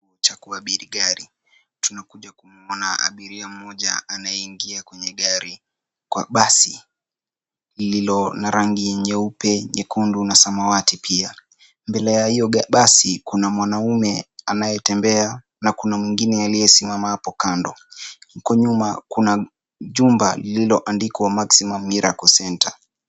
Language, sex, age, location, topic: Swahili, male, 18-24, Nairobi, government